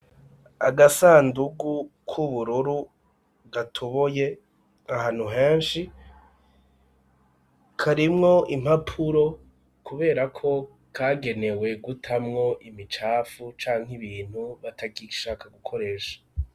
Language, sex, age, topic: Rundi, male, 36-49, education